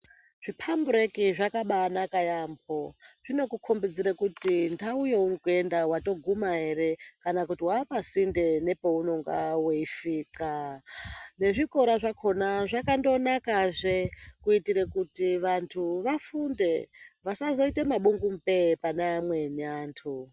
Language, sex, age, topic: Ndau, female, 50+, education